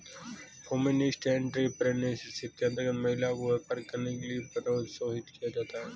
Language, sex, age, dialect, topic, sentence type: Hindi, male, 18-24, Marwari Dhudhari, banking, statement